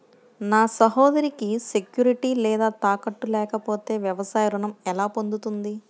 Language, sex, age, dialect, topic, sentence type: Telugu, female, 31-35, Central/Coastal, agriculture, statement